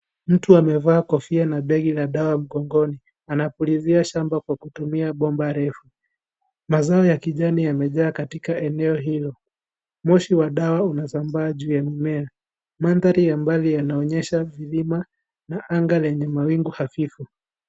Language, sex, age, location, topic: Swahili, male, 18-24, Kisii, health